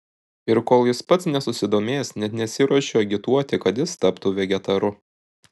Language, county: Lithuanian, Šiauliai